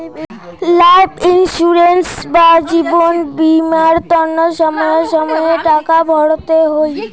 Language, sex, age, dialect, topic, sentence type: Bengali, female, <18, Rajbangshi, banking, statement